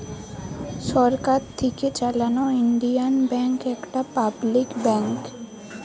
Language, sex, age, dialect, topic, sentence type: Bengali, female, 18-24, Western, banking, statement